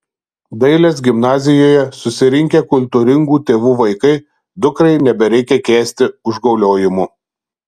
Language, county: Lithuanian, Telšiai